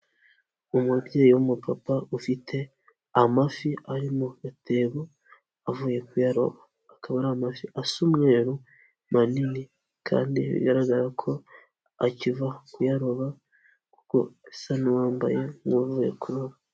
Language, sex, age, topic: Kinyarwanda, male, 25-35, agriculture